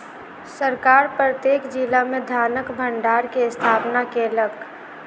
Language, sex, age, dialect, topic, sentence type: Maithili, female, 18-24, Southern/Standard, agriculture, statement